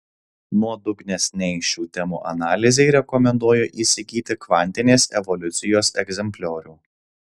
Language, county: Lithuanian, Alytus